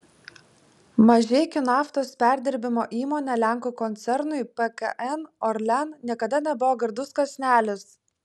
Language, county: Lithuanian, Vilnius